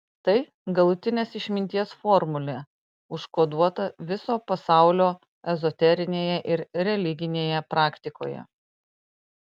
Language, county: Lithuanian, Panevėžys